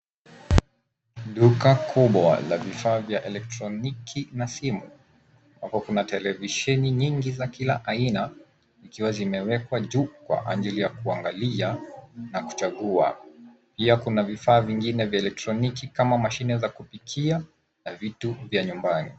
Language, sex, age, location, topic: Swahili, male, 18-24, Nairobi, finance